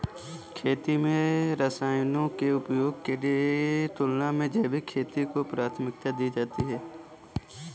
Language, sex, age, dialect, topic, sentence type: Hindi, male, 18-24, Kanauji Braj Bhasha, agriculture, statement